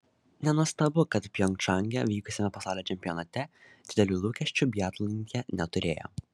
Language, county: Lithuanian, Šiauliai